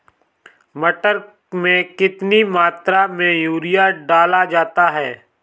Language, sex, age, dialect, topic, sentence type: Hindi, male, 25-30, Awadhi Bundeli, agriculture, question